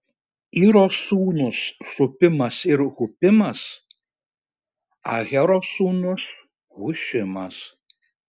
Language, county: Lithuanian, Šiauliai